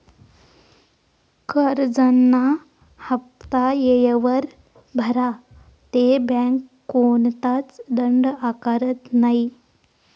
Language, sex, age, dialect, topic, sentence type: Marathi, female, 18-24, Northern Konkan, banking, statement